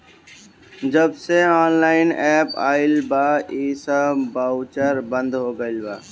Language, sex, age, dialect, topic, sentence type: Bhojpuri, male, 18-24, Northern, banking, statement